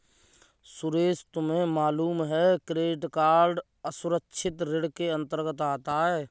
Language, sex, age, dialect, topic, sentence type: Hindi, male, 25-30, Kanauji Braj Bhasha, banking, statement